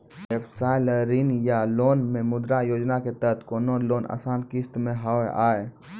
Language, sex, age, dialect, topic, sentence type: Maithili, male, 18-24, Angika, banking, question